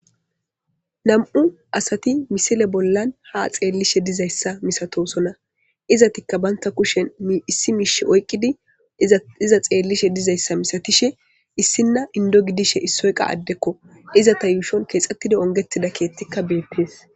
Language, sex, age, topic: Gamo, female, 25-35, government